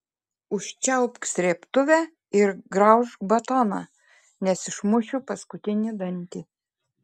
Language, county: Lithuanian, Kaunas